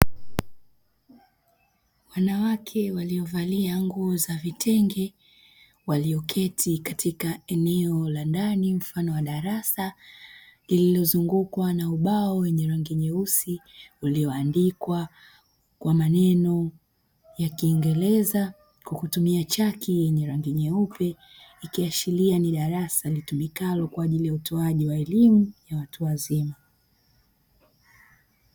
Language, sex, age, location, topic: Swahili, female, 25-35, Dar es Salaam, education